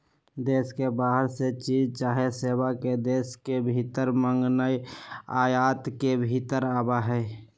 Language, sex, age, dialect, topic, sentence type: Magahi, male, 56-60, Western, banking, statement